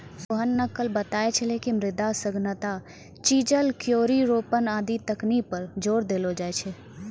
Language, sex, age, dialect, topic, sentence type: Maithili, female, 25-30, Angika, agriculture, statement